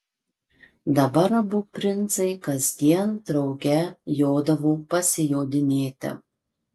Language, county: Lithuanian, Marijampolė